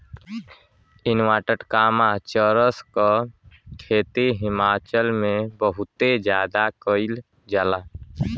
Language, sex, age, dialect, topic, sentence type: Bhojpuri, male, <18, Western, agriculture, statement